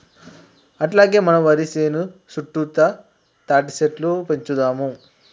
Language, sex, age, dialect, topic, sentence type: Telugu, male, 18-24, Telangana, agriculture, statement